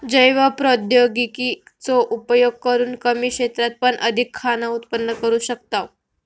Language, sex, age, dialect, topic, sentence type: Marathi, female, 31-35, Southern Konkan, agriculture, statement